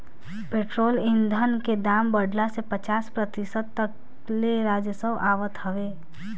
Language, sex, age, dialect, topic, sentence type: Bhojpuri, female, 18-24, Northern, banking, statement